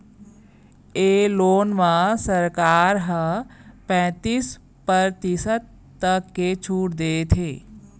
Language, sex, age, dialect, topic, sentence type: Chhattisgarhi, female, 41-45, Eastern, banking, statement